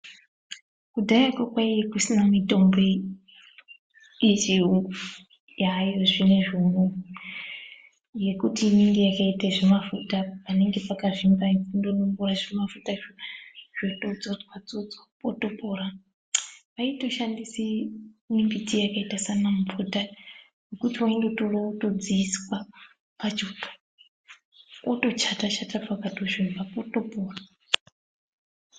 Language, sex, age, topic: Ndau, female, 25-35, health